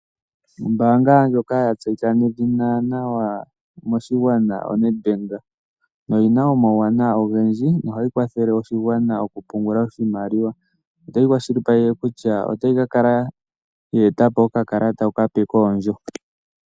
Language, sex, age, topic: Oshiwambo, male, 18-24, finance